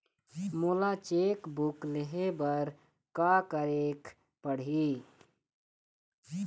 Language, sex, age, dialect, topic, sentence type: Chhattisgarhi, male, 36-40, Eastern, banking, question